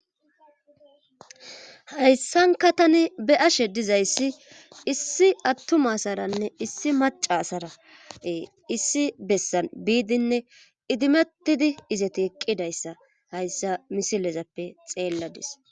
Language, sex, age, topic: Gamo, female, 25-35, government